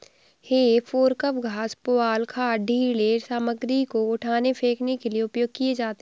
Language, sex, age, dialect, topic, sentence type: Hindi, female, 60-100, Awadhi Bundeli, agriculture, statement